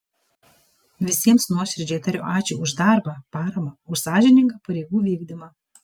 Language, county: Lithuanian, Kaunas